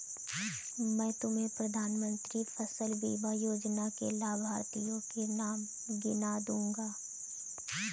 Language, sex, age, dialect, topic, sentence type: Hindi, female, 18-24, Awadhi Bundeli, agriculture, statement